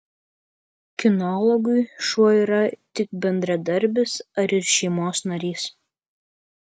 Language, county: Lithuanian, Kaunas